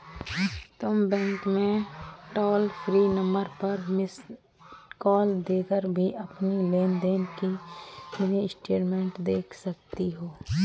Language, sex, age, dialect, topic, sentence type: Hindi, female, 25-30, Kanauji Braj Bhasha, banking, statement